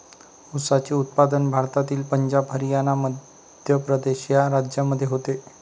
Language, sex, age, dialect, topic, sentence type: Marathi, male, 25-30, Varhadi, agriculture, statement